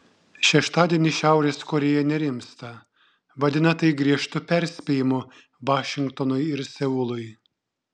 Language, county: Lithuanian, Šiauliai